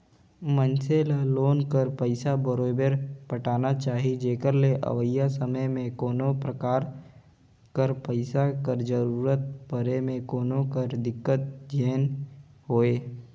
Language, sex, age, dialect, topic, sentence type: Chhattisgarhi, male, 18-24, Northern/Bhandar, banking, statement